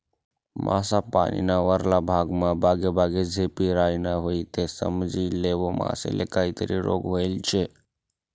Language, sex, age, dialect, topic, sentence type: Marathi, male, 18-24, Northern Konkan, agriculture, statement